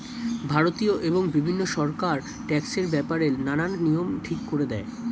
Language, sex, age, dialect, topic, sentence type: Bengali, male, 18-24, Standard Colloquial, banking, statement